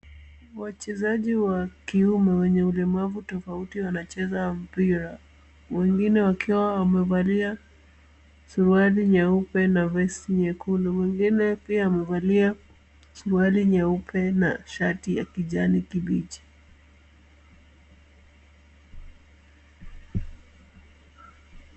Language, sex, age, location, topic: Swahili, female, 25-35, Kisumu, education